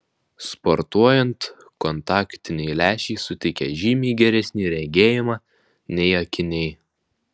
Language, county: Lithuanian, Alytus